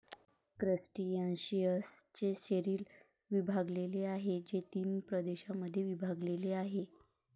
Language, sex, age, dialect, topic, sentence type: Marathi, female, 25-30, Varhadi, agriculture, statement